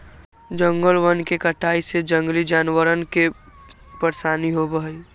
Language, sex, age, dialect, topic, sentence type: Magahi, male, 18-24, Western, agriculture, statement